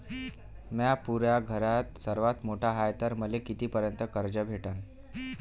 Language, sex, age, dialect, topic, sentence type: Marathi, male, 31-35, Varhadi, banking, question